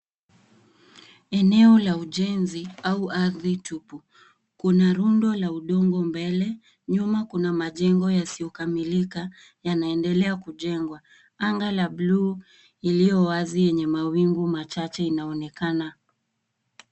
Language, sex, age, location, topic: Swahili, female, 18-24, Nairobi, finance